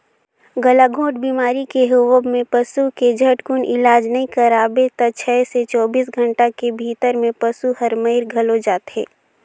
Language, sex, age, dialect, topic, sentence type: Chhattisgarhi, female, 18-24, Northern/Bhandar, agriculture, statement